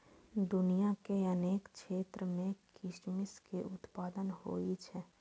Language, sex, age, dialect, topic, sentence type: Maithili, female, 18-24, Eastern / Thethi, agriculture, statement